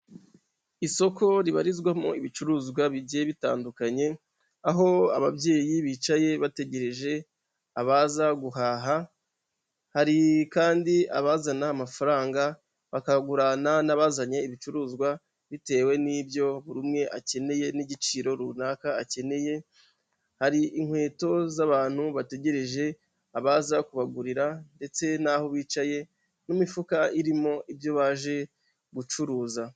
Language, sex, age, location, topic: Kinyarwanda, male, 25-35, Huye, finance